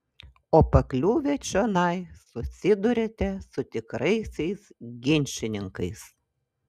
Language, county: Lithuanian, Šiauliai